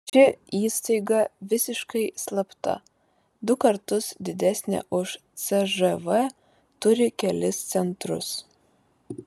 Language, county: Lithuanian, Vilnius